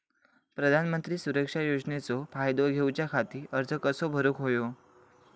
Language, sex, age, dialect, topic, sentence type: Marathi, male, 18-24, Southern Konkan, banking, question